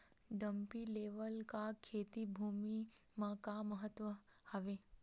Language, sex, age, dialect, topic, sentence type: Chhattisgarhi, female, 18-24, Western/Budati/Khatahi, agriculture, question